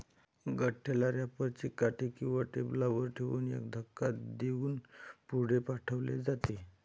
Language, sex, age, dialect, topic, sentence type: Marathi, male, 46-50, Northern Konkan, agriculture, statement